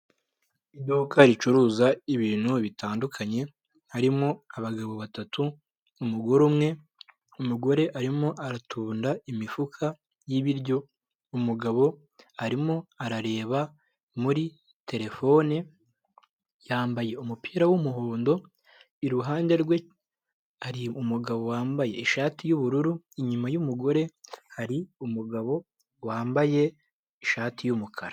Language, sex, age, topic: Kinyarwanda, male, 18-24, finance